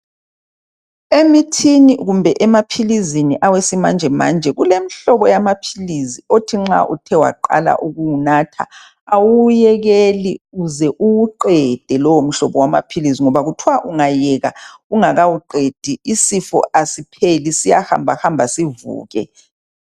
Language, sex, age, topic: North Ndebele, male, 36-49, health